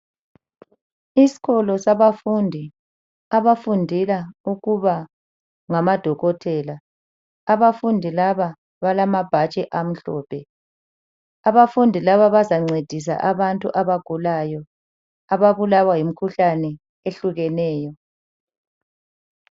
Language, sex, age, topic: North Ndebele, female, 50+, health